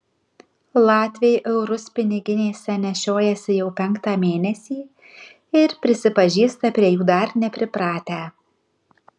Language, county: Lithuanian, Kaunas